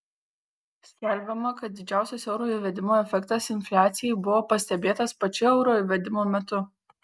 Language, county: Lithuanian, Kaunas